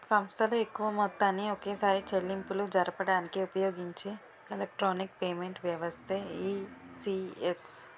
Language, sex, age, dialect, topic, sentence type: Telugu, female, 18-24, Utterandhra, banking, statement